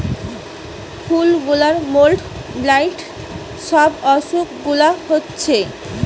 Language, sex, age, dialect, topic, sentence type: Bengali, female, 18-24, Western, agriculture, statement